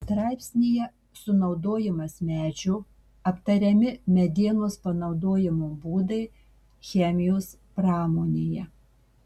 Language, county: Lithuanian, Marijampolė